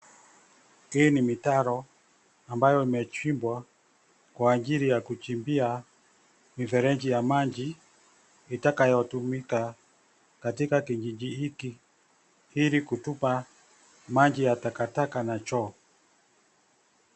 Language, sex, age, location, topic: Swahili, male, 50+, Nairobi, government